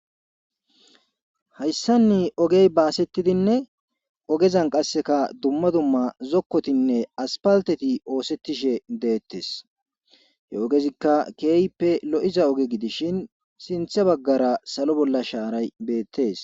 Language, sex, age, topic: Gamo, male, 18-24, government